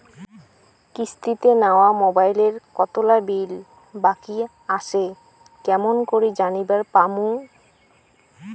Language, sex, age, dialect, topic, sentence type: Bengali, female, 18-24, Rajbangshi, banking, question